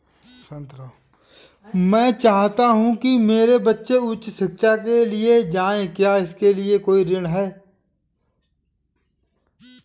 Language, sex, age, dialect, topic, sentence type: Hindi, male, 25-30, Awadhi Bundeli, banking, question